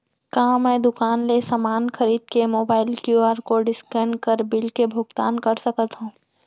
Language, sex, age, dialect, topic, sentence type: Chhattisgarhi, female, 31-35, Central, banking, question